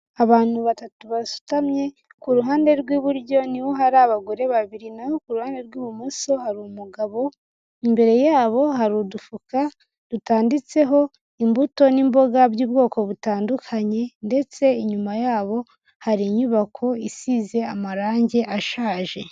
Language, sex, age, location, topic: Kinyarwanda, female, 18-24, Huye, agriculture